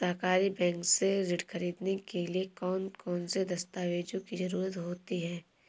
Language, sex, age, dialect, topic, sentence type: Hindi, female, 18-24, Awadhi Bundeli, banking, question